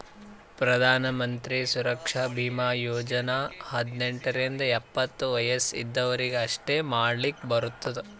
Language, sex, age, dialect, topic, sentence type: Kannada, male, 18-24, Northeastern, banking, statement